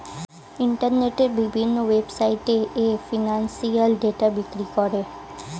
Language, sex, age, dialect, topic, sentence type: Bengali, female, 18-24, Standard Colloquial, banking, statement